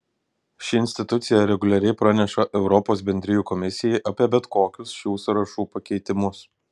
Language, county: Lithuanian, Kaunas